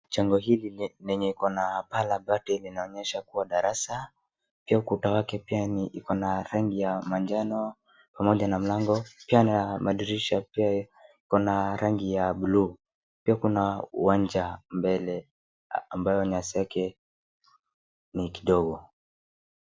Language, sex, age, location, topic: Swahili, male, 36-49, Wajir, education